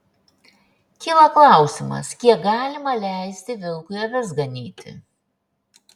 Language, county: Lithuanian, Šiauliai